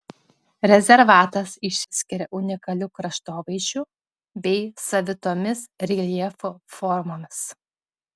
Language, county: Lithuanian, Klaipėda